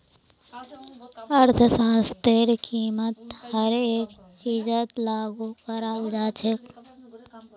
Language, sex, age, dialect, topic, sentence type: Magahi, female, 56-60, Northeastern/Surjapuri, banking, statement